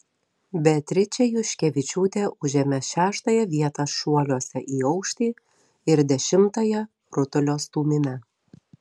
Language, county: Lithuanian, Telšiai